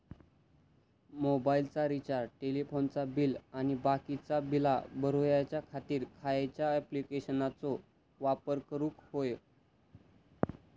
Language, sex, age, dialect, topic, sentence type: Marathi, male, 18-24, Southern Konkan, banking, question